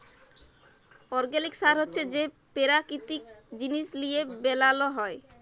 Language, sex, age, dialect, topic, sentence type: Bengali, male, 18-24, Jharkhandi, agriculture, statement